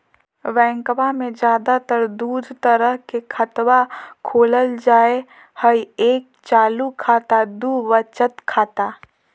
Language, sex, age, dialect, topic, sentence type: Magahi, female, 25-30, Southern, banking, question